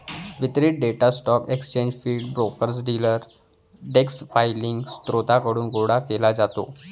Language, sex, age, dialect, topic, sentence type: Marathi, male, 25-30, Varhadi, banking, statement